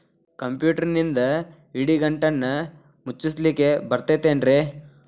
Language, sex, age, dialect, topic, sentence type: Kannada, male, 18-24, Dharwad Kannada, banking, question